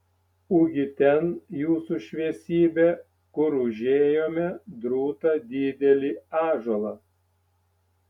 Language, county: Lithuanian, Panevėžys